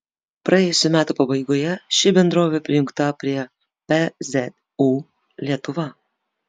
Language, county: Lithuanian, Vilnius